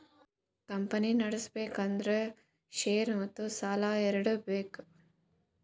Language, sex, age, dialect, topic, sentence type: Kannada, female, 18-24, Northeastern, banking, statement